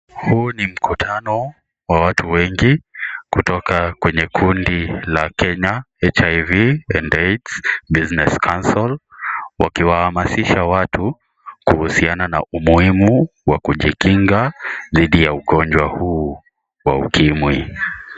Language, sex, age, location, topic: Swahili, male, 18-24, Kisii, health